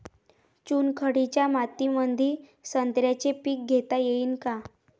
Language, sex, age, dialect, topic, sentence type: Marathi, female, 18-24, Varhadi, agriculture, question